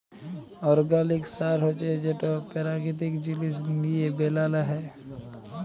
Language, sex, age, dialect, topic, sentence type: Bengali, female, 41-45, Jharkhandi, agriculture, statement